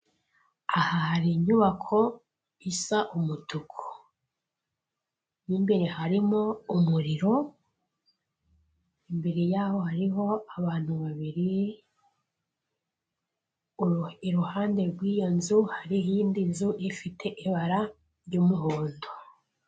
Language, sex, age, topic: Kinyarwanda, female, 18-24, government